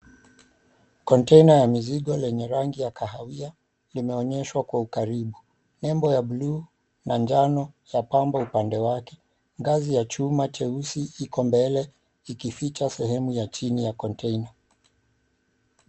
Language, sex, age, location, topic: Swahili, male, 36-49, Mombasa, government